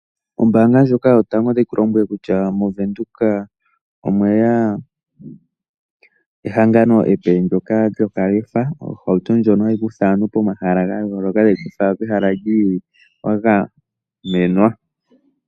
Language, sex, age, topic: Oshiwambo, male, 18-24, finance